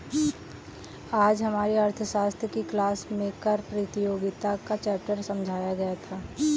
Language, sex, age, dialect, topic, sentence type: Hindi, female, 18-24, Kanauji Braj Bhasha, banking, statement